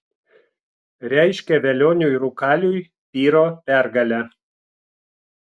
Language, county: Lithuanian, Vilnius